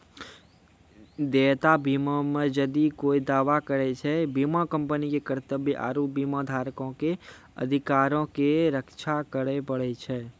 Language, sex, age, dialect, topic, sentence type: Maithili, male, 51-55, Angika, banking, statement